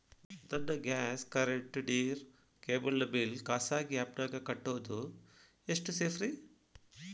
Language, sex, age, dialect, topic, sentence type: Kannada, male, 51-55, Dharwad Kannada, banking, question